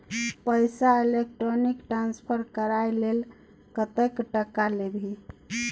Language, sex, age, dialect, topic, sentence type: Maithili, female, 41-45, Bajjika, banking, statement